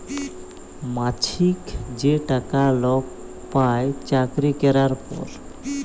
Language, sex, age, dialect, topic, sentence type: Bengali, male, 18-24, Jharkhandi, banking, statement